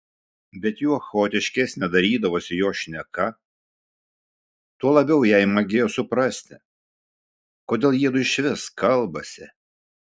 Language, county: Lithuanian, Šiauliai